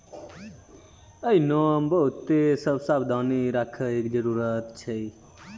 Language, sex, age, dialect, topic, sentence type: Maithili, male, 18-24, Angika, banking, statement